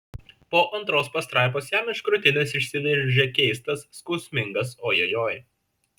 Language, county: Lithuanian, Šiauliai